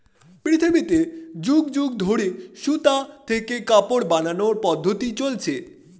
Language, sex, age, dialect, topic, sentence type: Bengali, male, 31-35, Standard Colloquial, agriculture, statement